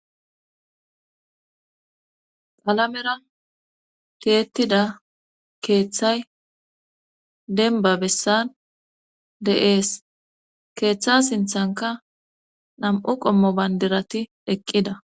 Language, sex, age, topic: Gamo, female, 25-35, government